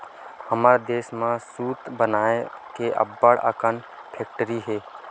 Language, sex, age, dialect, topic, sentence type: Chhattisgarhi, male, 18-24, Western/Budati/Khatahi, agriculture, statement